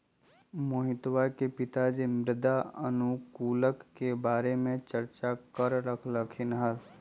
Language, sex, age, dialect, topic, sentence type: Magahi, male, 25-30, Western, agriculture, statement